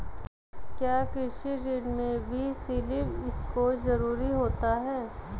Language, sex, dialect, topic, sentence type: Hindi, female, Hindustani Malvi Khadi Boli, banking, question